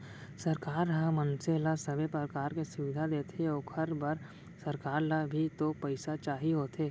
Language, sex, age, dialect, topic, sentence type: Chhattisgarhi, male, 18-24, Central, banking, statement